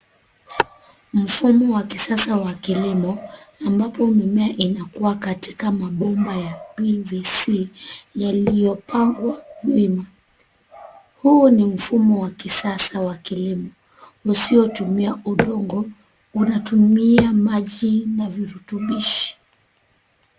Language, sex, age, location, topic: Swahili, female, 36-49, Nairobi, agriculture